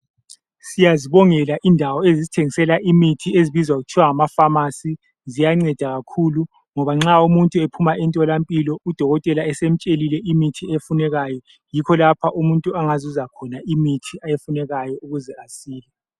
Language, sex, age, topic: North Ndebele, male, 25-35, health